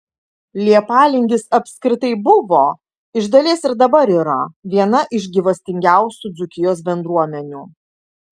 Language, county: Lithuanian, Kaunas